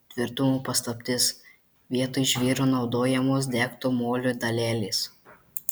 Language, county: Lithuanian, Marijampolė